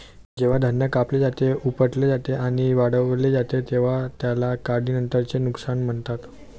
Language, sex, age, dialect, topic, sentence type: Marathi, male, 18-24, Standard Marathi, agriculture, statement